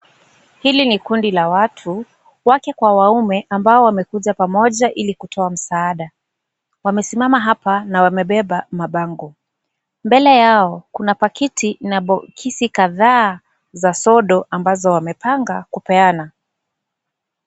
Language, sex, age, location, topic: Swahili, female, 25-35, Kisii, health